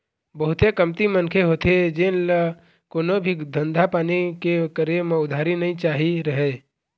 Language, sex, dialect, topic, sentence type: Chhattisgarhi, male, Eastern, banking, statement